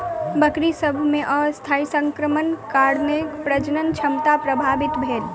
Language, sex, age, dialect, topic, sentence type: Maithili, male, 25-30, Southern/Standard, agriculture, statement